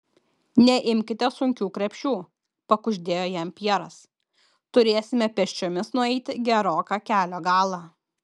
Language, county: Lithuanian, Kaunas